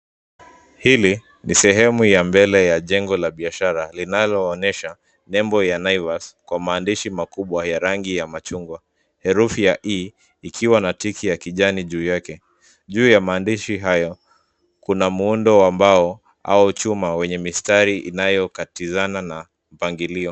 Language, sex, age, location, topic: Swahili, male, 25-35, Nairobi, finance